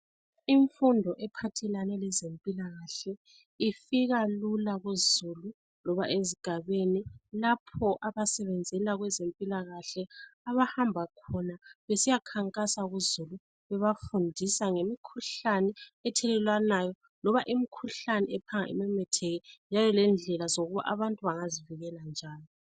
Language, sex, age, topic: North Ndebele, female, 36-49, health